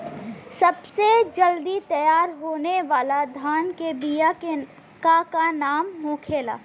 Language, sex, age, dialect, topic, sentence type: Bhojpuri, female, 18-24, Western, agriculture, question